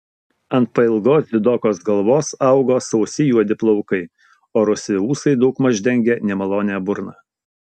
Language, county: Lithuanian, Utena